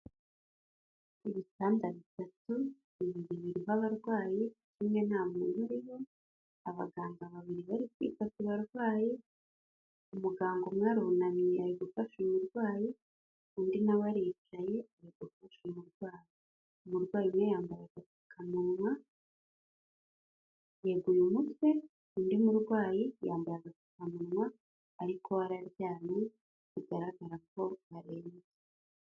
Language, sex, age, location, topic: Kinyarwanda, female, 25-35, Kigali, health